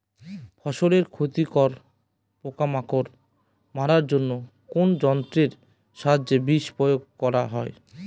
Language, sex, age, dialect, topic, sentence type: Bengali, male, 25-30, Northern/Varendri, agriculture, question